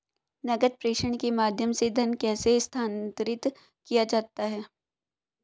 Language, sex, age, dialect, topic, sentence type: Hindi, female, 25-30, Hindustani Malvi Khadi Boli, banking, question